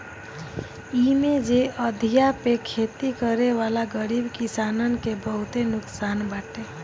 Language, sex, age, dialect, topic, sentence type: Bhojpuri, female, 25-30, Northern, agriculture, statement